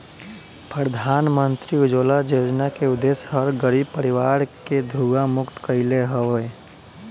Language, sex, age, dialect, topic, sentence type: Bhojpuri, male, 18-24, Northern, agriculture, statement